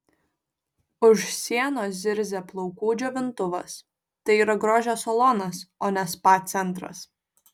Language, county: Lithuanian, Vilnius